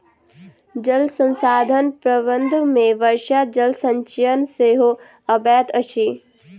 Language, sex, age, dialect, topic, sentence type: Maithili, female, 18-24, Southern/Standard, agriculture, statement